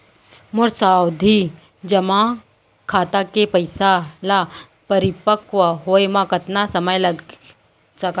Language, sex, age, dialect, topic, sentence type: Chhattisgarhi, female, 25-30, Central, banking, question